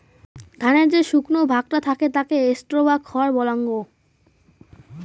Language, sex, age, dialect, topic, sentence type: Bengali, male, 18-24, Rajbangshi, agriculture, statement